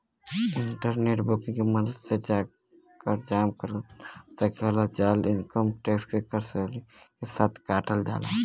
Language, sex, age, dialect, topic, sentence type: Bhojpuri, male, 18-24, Western, banking, statement